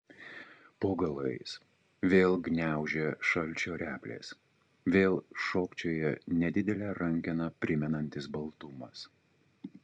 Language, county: Lithuanian, Utena